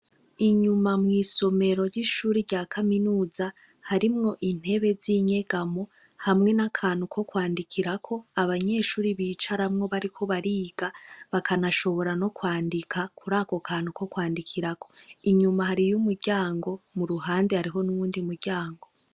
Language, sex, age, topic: Rundi, female, 25-35, education